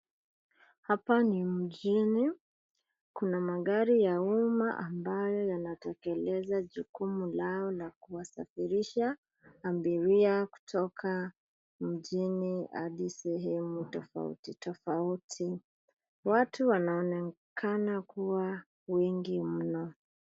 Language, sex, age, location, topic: Swahili, female, 25-35, Nairobi, government